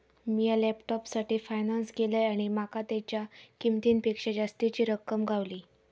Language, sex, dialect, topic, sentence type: Marathi, female, Southern Konkan, banking, statement